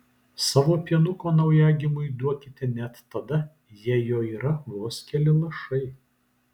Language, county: Lithuanian, Vilnius